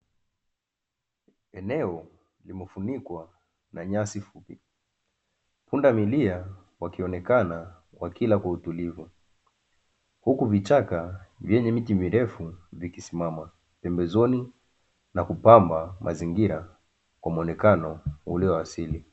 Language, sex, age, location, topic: Swahili, male, 25-35, Dar es Salaam, agriculture